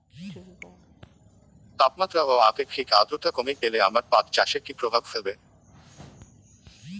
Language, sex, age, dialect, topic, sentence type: Bengali, male, 18-24, Rajbangshi, agriculture, question